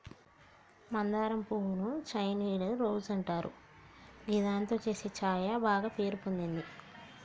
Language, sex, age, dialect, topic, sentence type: Telugu, male, 46-50, Telangana, agriculture, statement